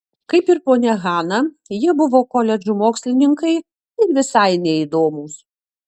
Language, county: Lithuanian, Utena